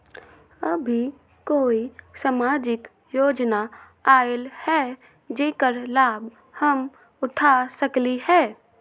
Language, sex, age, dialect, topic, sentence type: Magahi, female, 18-24, Western, banking, question